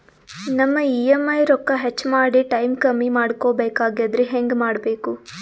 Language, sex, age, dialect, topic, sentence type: Kannada, female, 18-24, Northeastern, banking, question